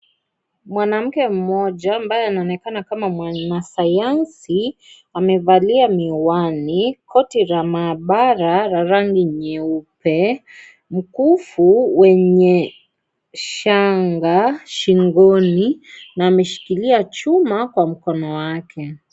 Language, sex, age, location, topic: Swahili, female, 18-24, Kisii, health